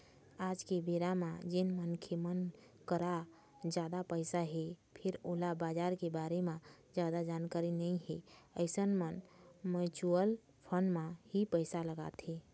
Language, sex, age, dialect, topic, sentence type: Chhattisgarhi, female, 25-30, Eastern, banking, statement